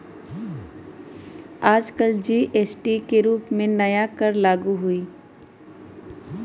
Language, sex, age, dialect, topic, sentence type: Magahi, female, 31-35, Western, banking, statement